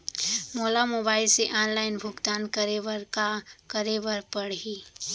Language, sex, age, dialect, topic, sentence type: Chhattisgarhi, female, 18-24, Central, banking, question